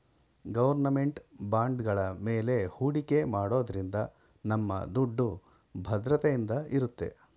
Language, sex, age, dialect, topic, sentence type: Kannada, male, 51-55, Mysore Kannada, banking, statement